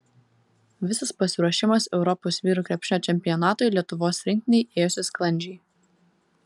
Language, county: Lithuanian, Vilnius